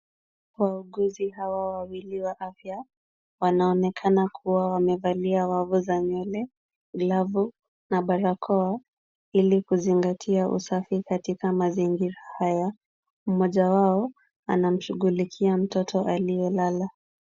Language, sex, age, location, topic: Swahili, female, 25-35, Kisumu, health